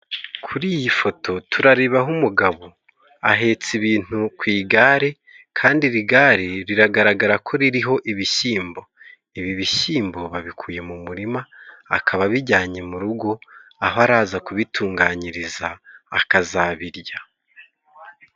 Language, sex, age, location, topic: Kinyarwanda, male, 25-35, Musanze, agriculture